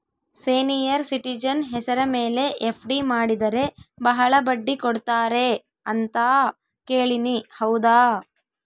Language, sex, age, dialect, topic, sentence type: Kannada, female, 18-24, Central, banking, question